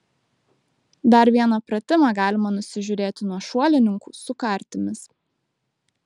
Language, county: Lithuanian, Kaunas